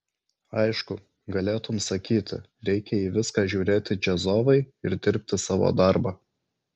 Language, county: Lithuanian, Alytus